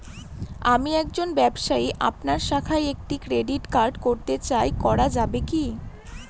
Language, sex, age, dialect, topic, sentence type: Bengali, female, 18-24, Northern/Varendri, banking, question